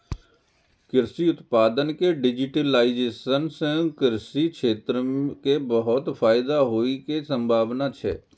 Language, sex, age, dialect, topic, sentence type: Maithili, male, 31-35, Eastern / Thethi, agriculture, statement